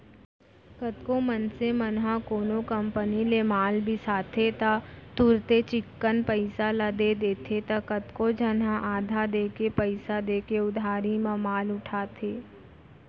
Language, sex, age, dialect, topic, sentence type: Chhattisgarhi, female, 25-30, Central, banking, statement